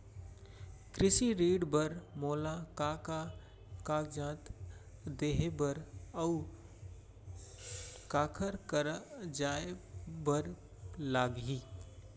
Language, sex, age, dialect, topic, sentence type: Chhattisgarhi, male, 25-30, Central, banking, question